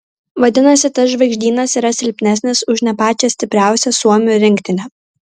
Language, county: Lithuanian, Kaunas